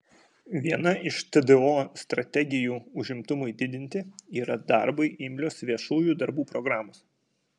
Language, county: Lithuanian, Kaunas